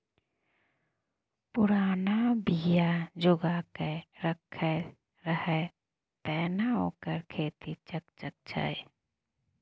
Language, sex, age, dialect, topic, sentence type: Maithili, female, 31-35, Bajjika, agriculture, statement